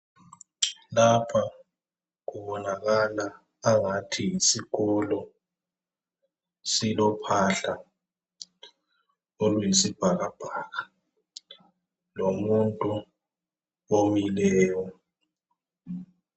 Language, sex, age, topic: North Ndebele, male, 18-24, education